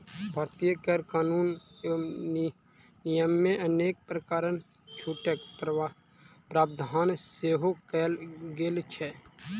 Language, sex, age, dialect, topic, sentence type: Maithili, male, 25-30, Southern/Standard, banking, statement